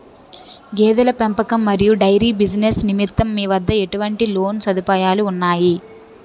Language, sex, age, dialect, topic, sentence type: Telugu, female, 18-24, Utterandhra, banking, question